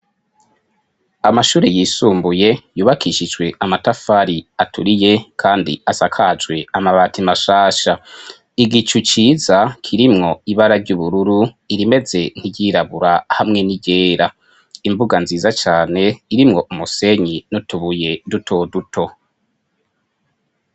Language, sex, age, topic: Rundi, male, 25-35, education